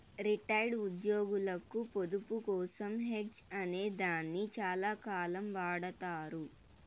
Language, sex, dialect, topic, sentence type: Telugu, female, Southern, banking, statement